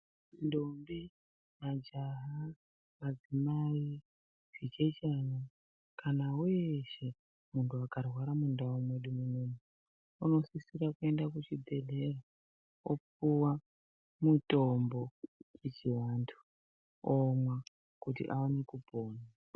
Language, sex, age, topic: Ndau, female, 36-49, health